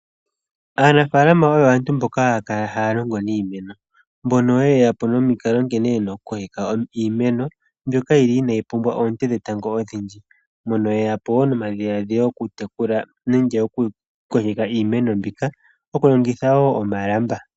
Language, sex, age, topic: Oshiwambo, female, 25-35, agriculture